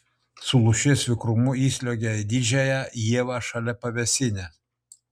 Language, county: Lithuanian, Utena